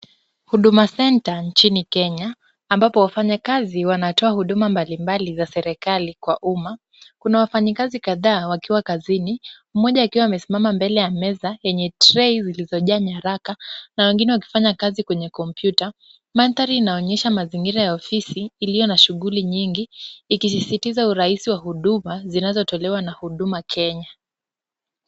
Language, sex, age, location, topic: Swahili, female, 25-35, Kisumu, government